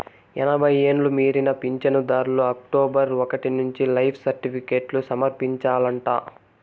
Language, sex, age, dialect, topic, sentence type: Telugu, male, 18-24, Southern, banking, statement